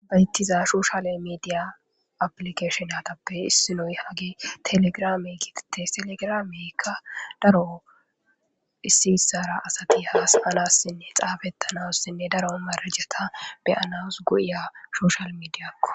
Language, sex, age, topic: Gamo, female, 25-35, government